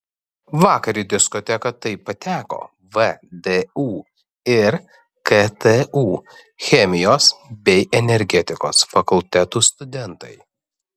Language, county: Lithuanian, Vilnius